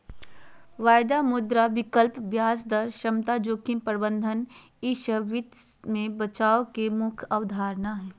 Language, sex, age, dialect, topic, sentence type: Magahi, female, 31-35, Southern, banking, statement